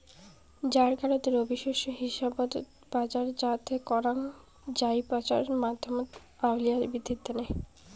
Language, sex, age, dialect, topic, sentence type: Bengali, female, 18-24, Rajbangshi, agriculture, statement